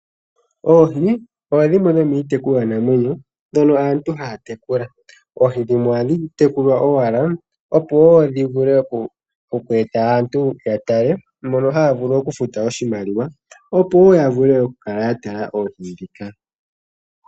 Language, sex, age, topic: Oshiwambo, female, 25-35, agriculture